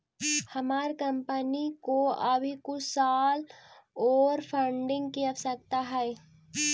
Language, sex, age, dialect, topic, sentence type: Magahi, female, 18-24, Central/Standard, agriculture, statement